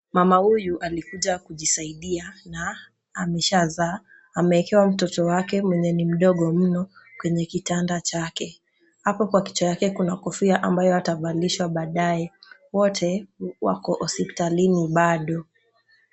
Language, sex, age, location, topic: Swahili, female, 18-24, Nakuru, health